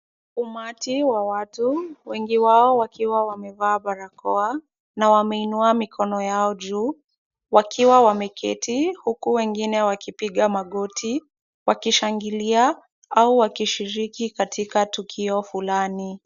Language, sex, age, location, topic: Swahili, female, 36-49, Kisumu, health